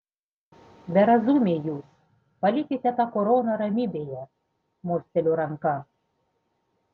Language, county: Lithuanian, Panevėžys